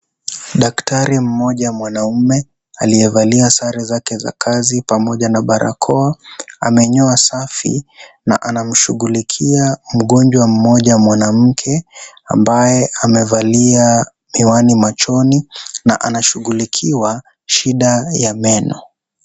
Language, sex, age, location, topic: Swahili, male, 18-24, Kisii, health